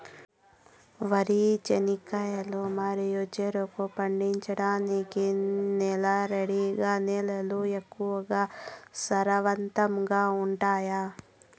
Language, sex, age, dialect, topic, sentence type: Telugu, female, 31-35, Southern, agriculture, question